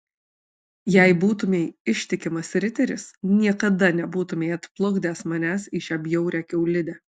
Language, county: Lithuanian, Alytus